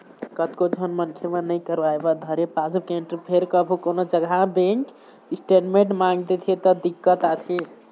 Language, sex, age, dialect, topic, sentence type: Chhattisgarhi, male, 18-24, Eastern, banking, statement